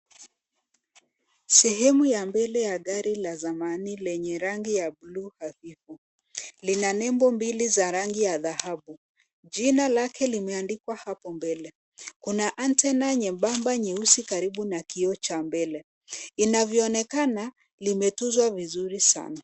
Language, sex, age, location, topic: Swahili, female, 25-35, Nairobi, finance